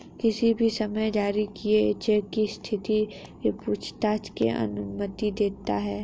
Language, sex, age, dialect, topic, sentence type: Hindi, female, 31-35, Hindustani Malvi Khadi Boli, banking, statement